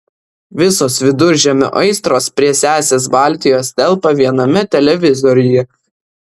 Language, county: Lithuanian, Vilnius